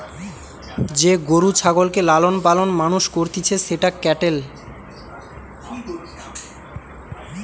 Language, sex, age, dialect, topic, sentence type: Bengali, male, 18-24, Western, agriculture, statement